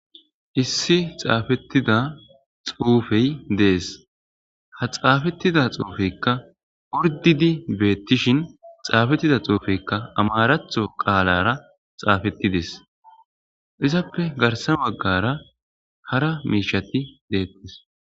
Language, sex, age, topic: Gamo, male, 25-35, government